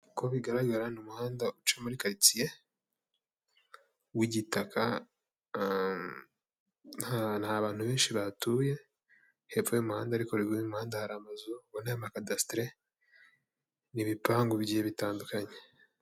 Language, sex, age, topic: Kinyarwanda, male, 18-24, government